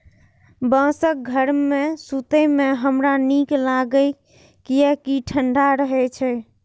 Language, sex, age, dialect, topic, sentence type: Maithili, female, 41-45, Eastern / Thethi, agriculture, statement